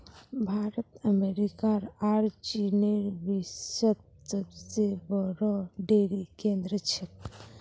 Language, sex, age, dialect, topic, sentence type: Magahi, female, 51-55, Northeastern/Surjapuri, agriculture, statement